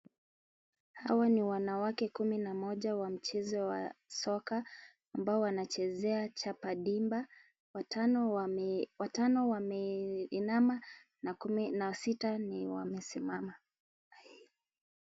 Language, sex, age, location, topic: Swahili, female, 25-35, Nakuru, government